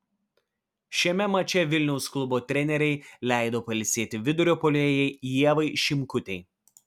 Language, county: Lithuanian, Vilnius